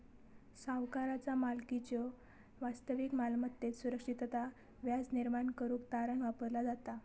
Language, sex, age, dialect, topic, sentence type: Marathi, female, 18-24, Southern Konkan, banking, statement